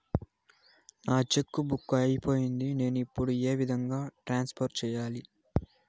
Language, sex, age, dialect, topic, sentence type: Telugu, male, 18-24, Southern, banking, question